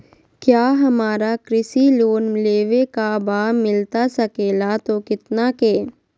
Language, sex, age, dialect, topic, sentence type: Magahi, female, 18-24, Southern, banking, question